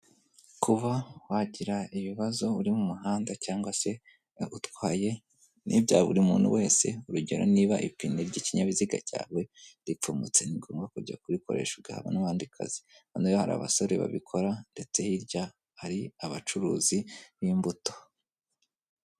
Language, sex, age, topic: Kinyarwanda, male, 18-24, government